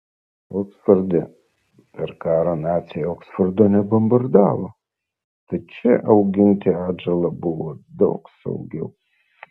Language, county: Lithuanian, Vilnius